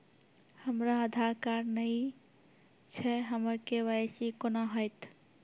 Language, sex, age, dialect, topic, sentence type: Maithili, female, 46-50, Angika, banking, question